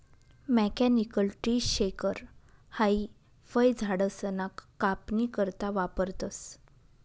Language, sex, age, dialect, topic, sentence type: Marathi, female, 31-35, Northern Konkan, agriculture, statement